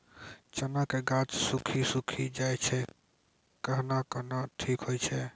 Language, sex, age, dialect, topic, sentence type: Maithili, male, 18-24, Angika, agriculture, question